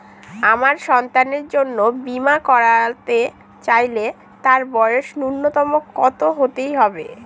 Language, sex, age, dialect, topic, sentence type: Bengali, female, 18-24, Northern/Varendri, banking, question